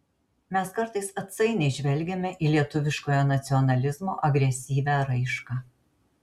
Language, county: Lithuanian, Marijampolė